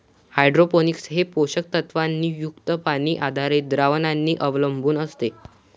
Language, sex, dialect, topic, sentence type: Marathi, male, Varhadi, agriculture, statement